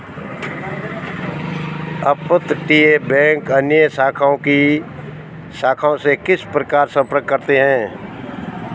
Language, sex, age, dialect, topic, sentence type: Hindi, male, 25-30, Marwari Dhudhari, banking, statement